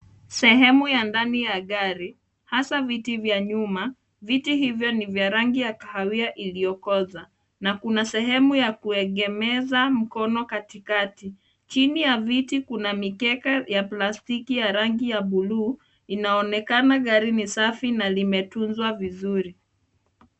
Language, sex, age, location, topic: Swahili, female, 25-35, Nairobi, finance